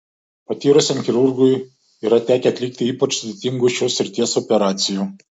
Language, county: Lithuanian, Šiauliai